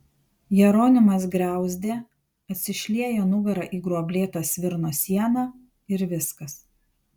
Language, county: Lithuanian, Panevėžys